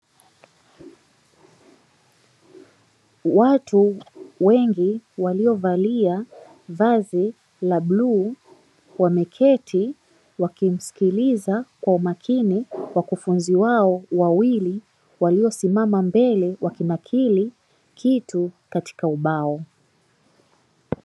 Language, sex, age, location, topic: Swahili, female, 25-35, Dar es Salaam, education